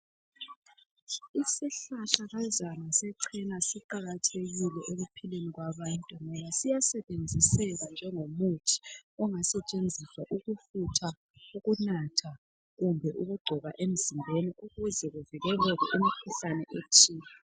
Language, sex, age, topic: North Ndebele, female, 25-35, health